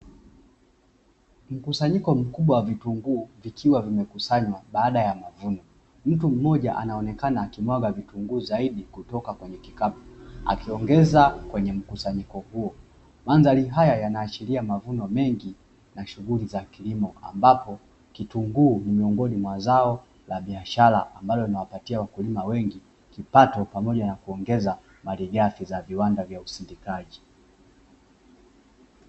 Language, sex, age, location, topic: Swahili, male, 25-35, Dar es Salaam, agriculture